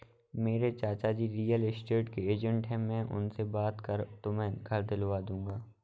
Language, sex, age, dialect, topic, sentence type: Hindi, male, 18-24, Awadhi Bundeli, banking, statement